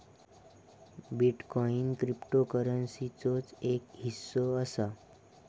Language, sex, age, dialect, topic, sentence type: Marathi, male, 18-24, Southern Konkan, banking, statement